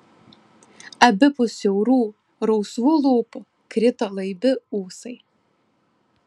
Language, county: Lithuanian, Klaipėda